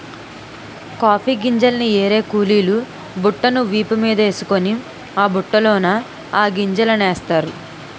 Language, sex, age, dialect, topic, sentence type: Telugu, female, 18-24, Utterandhra, agriculture, statement